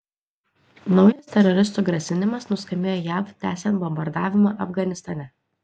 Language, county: Lithuanian, Klaipėda